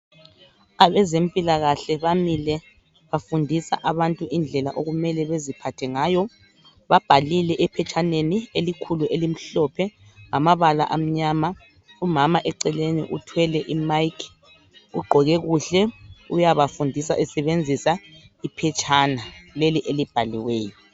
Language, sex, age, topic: North Ndebele, male, 25-35, health